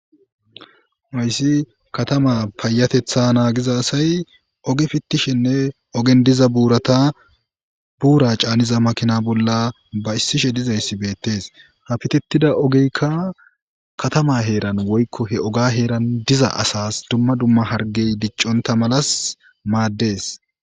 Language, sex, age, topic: Gamo, male, 18-24, government